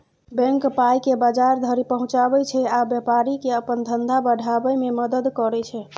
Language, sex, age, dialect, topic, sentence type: Maithili, female, 41-45, Bajjika, banking, statement